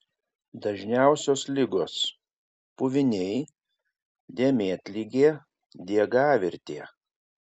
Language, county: Lithuanian, Kaunas